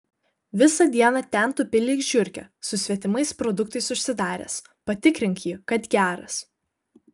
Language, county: Lithuanian, Kaunas